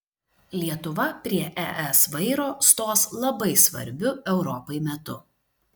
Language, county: Lithuanian, Šiauliai